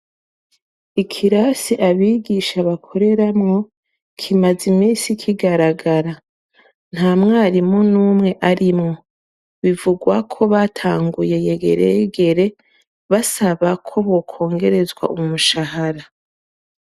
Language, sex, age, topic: Rundi, female, 25-35, education